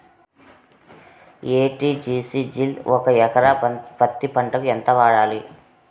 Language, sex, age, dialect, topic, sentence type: Telugu, female, 36-40, Southern, agriculture, question